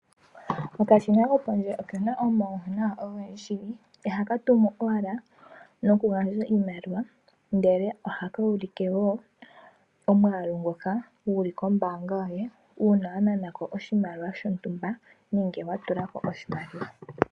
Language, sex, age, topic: Oshiwambo, female, 18-24, finance